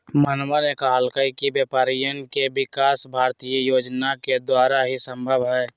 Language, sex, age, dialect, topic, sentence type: Magahi, male, 18-24, Western, banking, statement